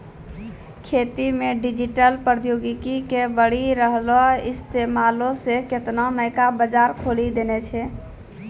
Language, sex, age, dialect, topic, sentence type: Maithili, female, 18-24, Angika, agriculture, statement